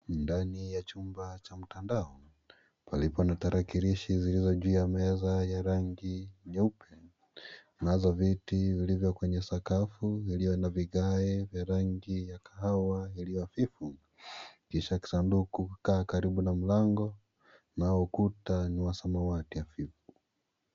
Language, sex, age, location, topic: Swahili, male, 18-24, Kisii, education